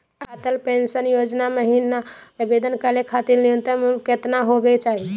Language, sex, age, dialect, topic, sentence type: Magahi, female, 18-24, Southern, banking, question